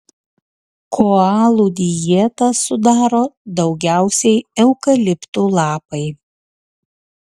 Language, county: Lithuanian, Utena